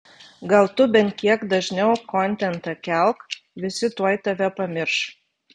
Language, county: Lithuanian, Vilnius